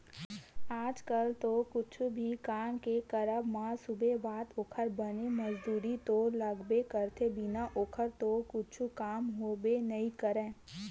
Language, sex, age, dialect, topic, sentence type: Chhattisgarhi, female, 18-24, Western/Budati/Khatahi, banking, statement